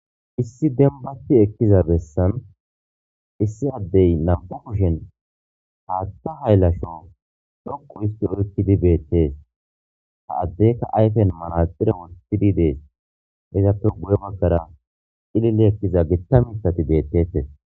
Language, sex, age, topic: Gamo, male, 25-35, government